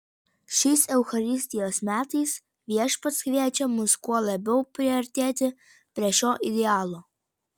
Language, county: Lithuanian, Vilnius